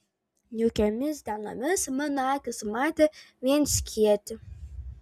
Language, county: Lithuanian, Vilnius